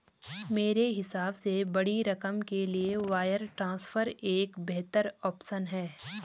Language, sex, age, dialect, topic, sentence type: Hindi, female, 25-30, Garhwali, banking, statement